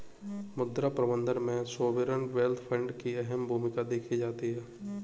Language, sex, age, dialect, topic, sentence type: Hindi, male, 18-24, Kanauji Braj Bhasha, banking, statement